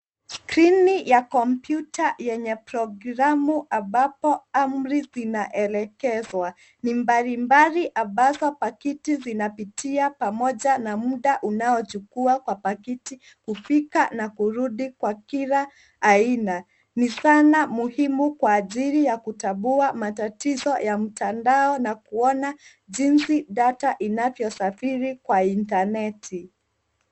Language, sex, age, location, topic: Swahili, female, 25-35, Nairobi, education